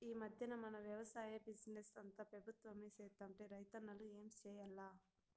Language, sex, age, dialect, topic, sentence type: Telugu, female, 60-100, Southern, agriculture, statement